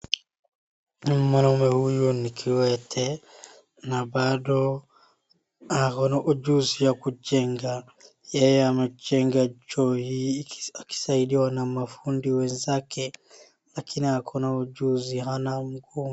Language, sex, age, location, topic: Swahili, female, 50+, Wajir, health